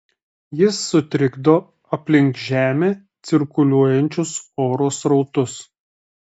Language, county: Lithuanian, Telšiai